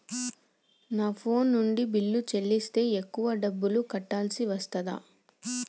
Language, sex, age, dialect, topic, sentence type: Telugu, female, 18-24, Telangana, banking, question